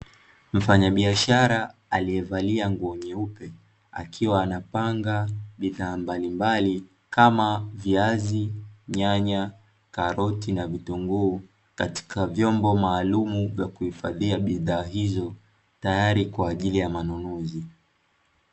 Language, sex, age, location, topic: Swahili, male, 18-24, Dar es Salaam, finance